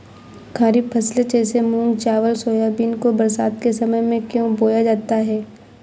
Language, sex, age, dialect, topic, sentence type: Hindi, female, 25-30, Awadhi Bundeli, agriculture, question